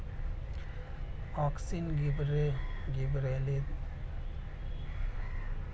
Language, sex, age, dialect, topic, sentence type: Hindi, male, 31-35, Hindustani Malvi Khadi Boli, agriculture, statement